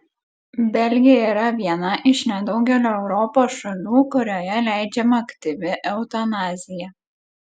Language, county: Lithuanian, Klaipėda